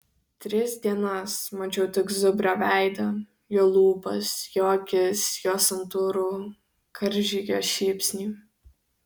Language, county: Lithuanian, Vilnius